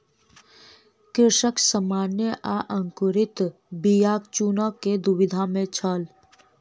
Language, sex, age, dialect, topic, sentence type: Maithili, female, 25-30, Southern/Standard, agriculture, statement